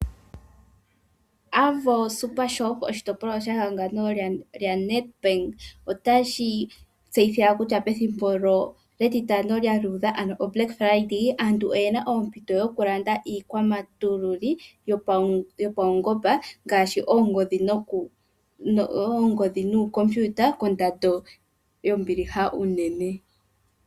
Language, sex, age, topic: Oshiwambo, female, 18-24, finance